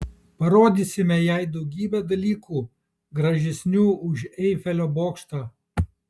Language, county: Lithuanian, Kaunas